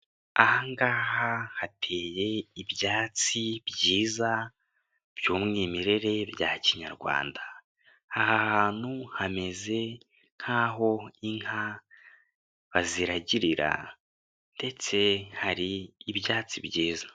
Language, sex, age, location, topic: Kinyarwanda, male, 18-24, Kigali, government